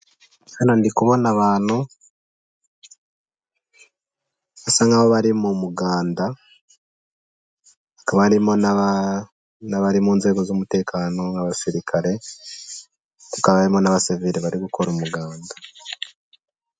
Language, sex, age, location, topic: Kinyarwanda, male, 18-24, Nyagatare, government